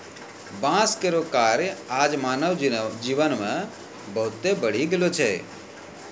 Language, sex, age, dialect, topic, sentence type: Maithili, male, 41-45, Angika, agriculture, statement